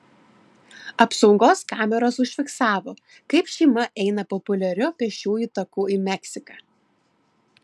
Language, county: Lithuanian, Klaipėda